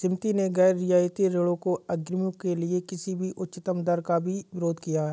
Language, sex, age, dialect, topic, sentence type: Hindi, male, 25-30, Kanauji Braj Bhasha, banking, statement